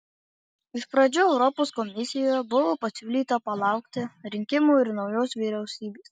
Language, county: Lithuanian, Marijampolė